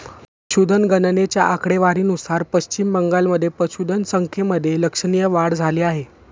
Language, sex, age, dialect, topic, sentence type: Marathi, male, 18-24, Standard Marathi, agriculture, statement